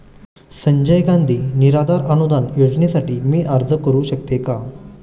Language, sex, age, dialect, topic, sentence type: Marathi, male, 25-30, Standard Marathi, banking, question